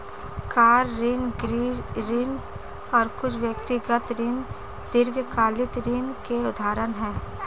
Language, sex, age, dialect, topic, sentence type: Hindi, female, 18-24, Marwari Dhudhari, banking, statement